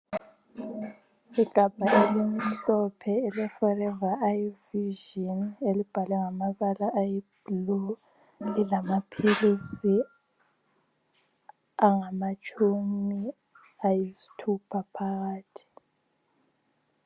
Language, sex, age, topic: North Ndebele, male, 25-35, health